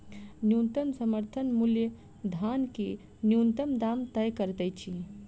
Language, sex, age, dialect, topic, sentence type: Maithili, female, 25-30, Southern/Standard, agriculture, statement